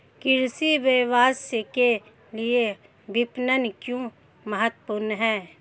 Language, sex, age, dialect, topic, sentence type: Hindi, female, 31-35, Hindustani Malvi Khadi Boli, agriculture, question